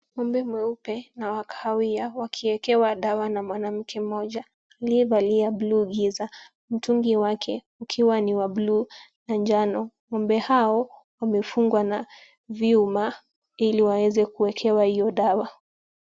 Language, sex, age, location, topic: Swahili, female, 18-24, Kisumu, agriculture